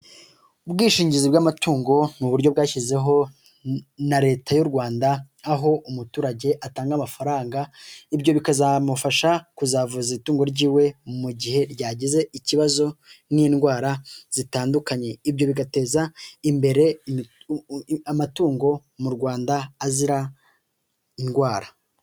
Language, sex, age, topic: Kinyarwanda, male, 18-24, finance